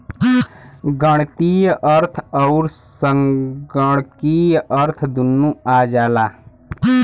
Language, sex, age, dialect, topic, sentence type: Bhojpuri, male, 18-24, Western, banking, statement